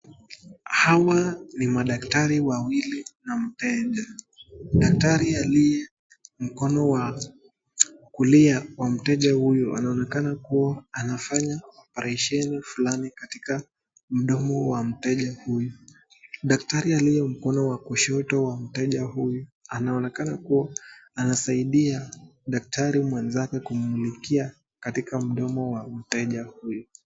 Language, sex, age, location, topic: Swahili, male, 25-35, Nakuru, health